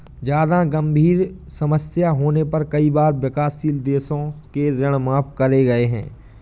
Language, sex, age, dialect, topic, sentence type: Hindi, male, 18-24, Awadhi Bundeli, banking, statement